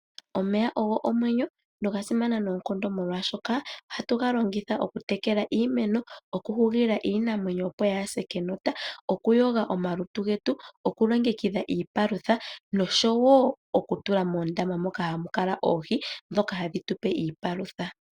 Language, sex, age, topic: Oshiwambo, female, 18-24, agriculture